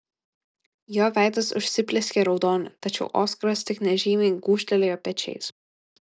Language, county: Lithuanian, Kaunas